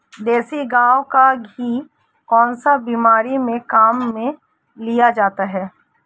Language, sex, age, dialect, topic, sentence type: Hindi, female, 36-40, Marwari Dhudhari, agriculture, question